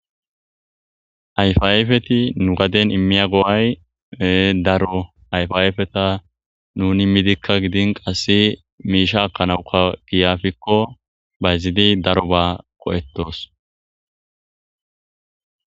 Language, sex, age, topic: Gamo, male, 25-35, agriculture